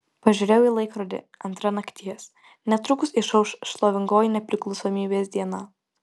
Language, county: Lithuanian, Vilnius